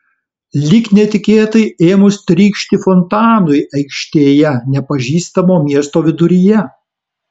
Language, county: Lithuanian, Alytus